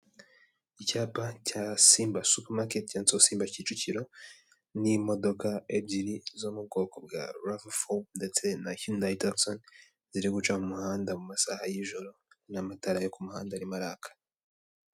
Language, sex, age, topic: Kinyarwanda, male, 18-24, finance